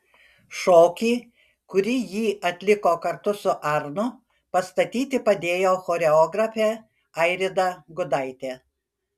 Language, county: Lithuanian, Panevėžys